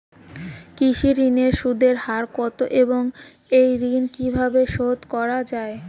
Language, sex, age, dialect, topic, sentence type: Bengali, female, 18-24, Rajbangshi, agriculture, question